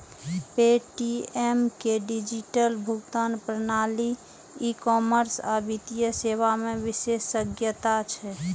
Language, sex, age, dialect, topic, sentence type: Maithili, female, 36-40, Eastern / Thethi, banking, statement